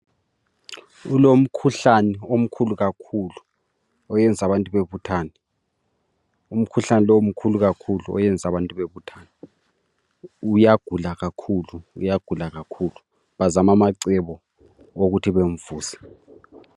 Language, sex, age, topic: North Ndebele, male, 25-35, health